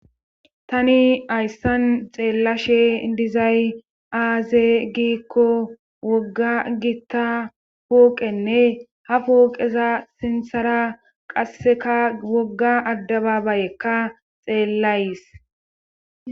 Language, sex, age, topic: Gamo, female, 36-49, government